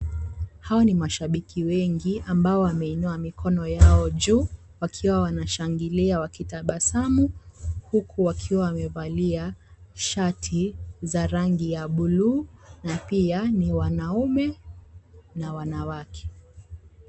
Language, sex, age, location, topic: Swahili, female, 18-24, Kisii, government